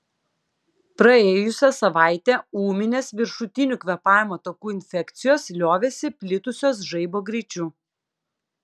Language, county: Lithuanian, Klaipėda